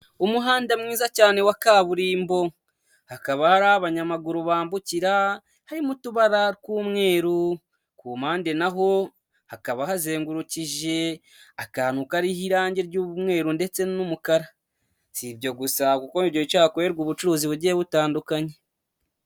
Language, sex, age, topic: Kinyarwanda, male, 25-35, government